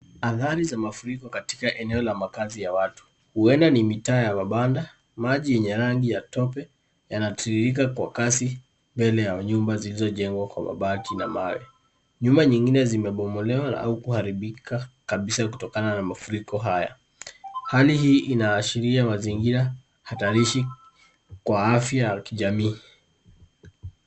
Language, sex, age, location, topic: Swahili, male, 25-35, Kisii, health